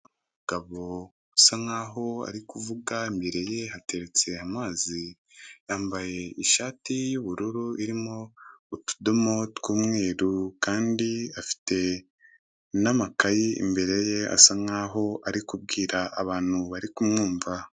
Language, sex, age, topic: Kinyarwanda, male, 25-35, government